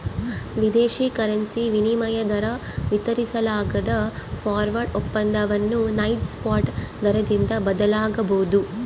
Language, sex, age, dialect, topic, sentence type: Kannada, female, 25-30, Central, banking, statement